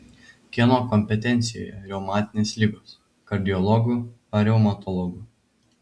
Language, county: Lithuanian, Vilnius